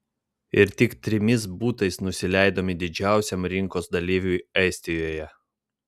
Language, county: Lithuanian, Vilnius